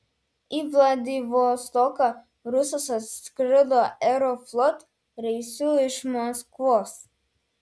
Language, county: Lithuanian, Telšiai